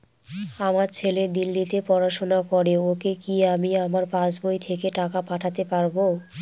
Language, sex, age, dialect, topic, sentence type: Bengali, female, 25-30, Northern/Varendri, banking, question